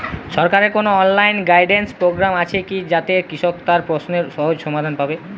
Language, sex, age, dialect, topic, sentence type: Bengali, male, 18-24, Jharkhandi, agriculture, question